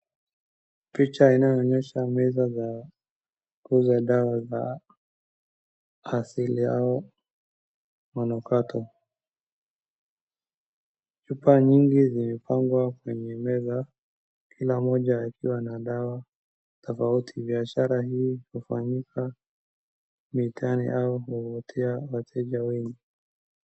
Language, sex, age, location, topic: Swahili, male, 18-24, Wajir, health